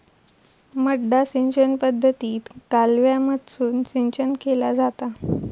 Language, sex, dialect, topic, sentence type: Marathi, female, Southern Konkan, agriculture, statement